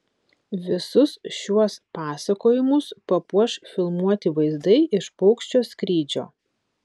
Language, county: Lithuanian, Vilnius